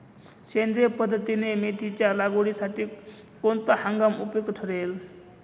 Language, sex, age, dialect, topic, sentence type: Marathi, male, 25-30, Northern Konkan, agriculture, question